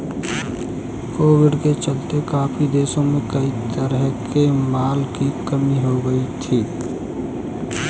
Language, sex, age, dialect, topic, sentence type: Hindi, male, 25-30, Kanauji Braj Bhasha, banking, statement